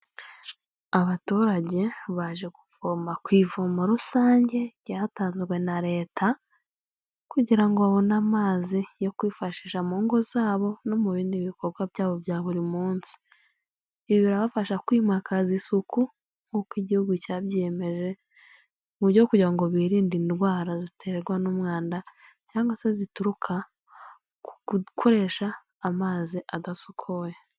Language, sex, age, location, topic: Kinyarwanda, female, 18-24, Kigali, health